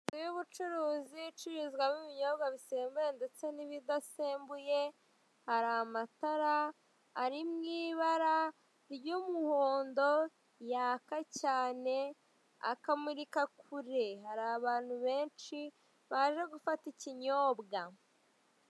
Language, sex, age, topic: Kinyarwanda, male, 25-35, finance